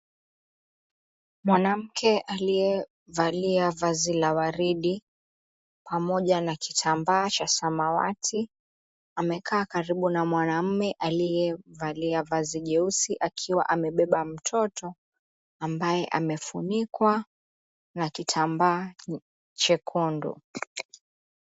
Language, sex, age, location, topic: Swahili, female, 25-35, Mombasa, health